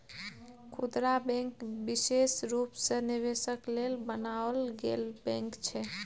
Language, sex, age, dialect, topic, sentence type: Maithili, female, 25-30, Bajjika, banking, statement